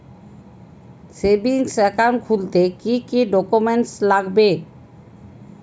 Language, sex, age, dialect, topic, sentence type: Bengali, female, 31-35, Western, banking, question